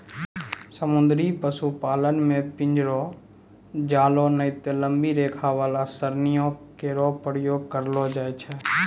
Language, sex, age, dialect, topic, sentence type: Maithili, male, 18-24, Angika, agriculture, statement